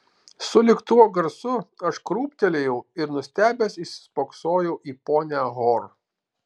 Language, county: Lithuanian, Alytus